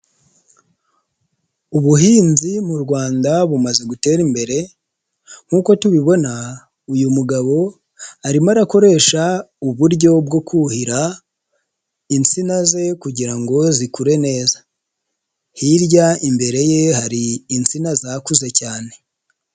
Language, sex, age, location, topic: Kinyarwanda, male, 25-35, Nyagatare, agriculture